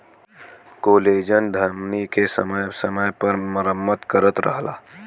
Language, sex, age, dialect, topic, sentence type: Bhojpuri, female, 18-24, Western, agriculture, statement